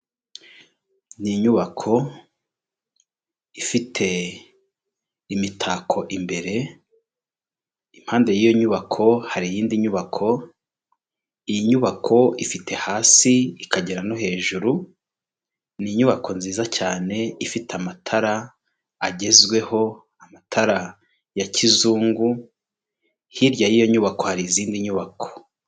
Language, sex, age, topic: Kinyarwanda, male, 36-49, finance